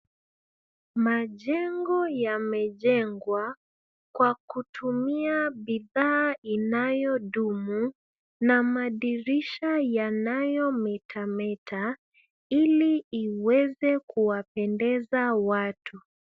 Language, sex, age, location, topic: Swahili, female, 25-35, Nairobi, finance